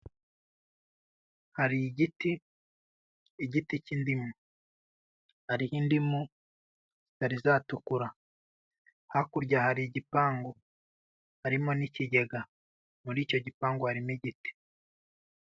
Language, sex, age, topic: Kinyarwanda, male, 25-35, agriculture